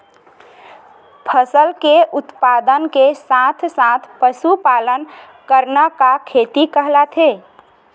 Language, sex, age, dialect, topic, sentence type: Chhattisgarhi, female, 25-30, Western/Budati/Khatahi, agriculture, question